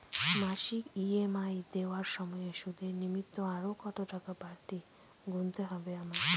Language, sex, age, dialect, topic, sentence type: Bengali, female, 25-30, Northern/Varendri, banking, question